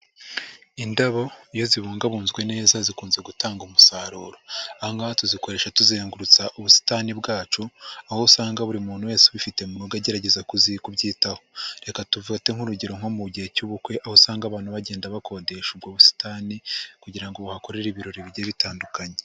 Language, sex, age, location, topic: Kinyarwanda, male, 25-35, Huye, agriculture